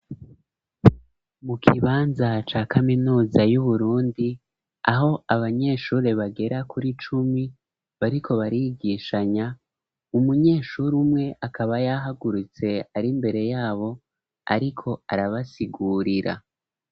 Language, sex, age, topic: Rundi, male, 25-35, education